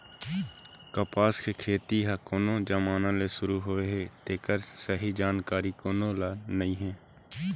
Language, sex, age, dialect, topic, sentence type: Chhattisgarhi, male, 18-24, Eastern, agriculture, statement